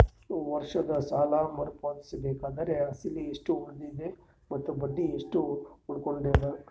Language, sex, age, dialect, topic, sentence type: Kannada, male, 31-35, Northeastern, banking, question